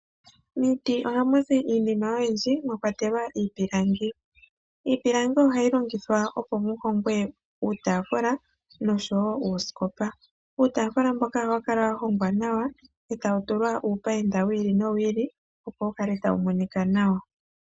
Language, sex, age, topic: Oshiwambo, male, 25-35, finance